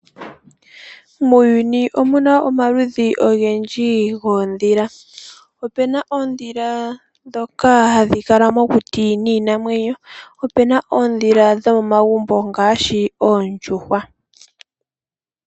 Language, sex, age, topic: Oshiwambo, female, 18-24, agriculture